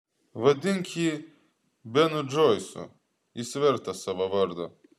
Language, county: Lithuanian, Klaipėda